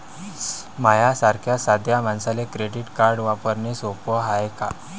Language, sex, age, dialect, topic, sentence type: Marathi, male, 25-30, Varhadi, banking, question